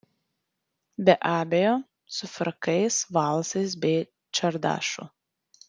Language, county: Lithuanian, Tauragė